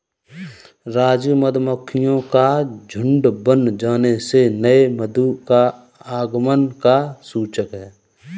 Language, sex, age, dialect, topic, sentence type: Hindi, male, 18-24, Kanauji Braj Bhasha, agriculture, statement